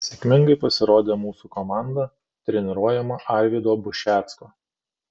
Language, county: Lithuanian, Kaunas